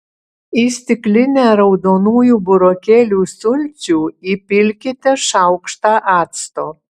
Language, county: Lithuanian, Utena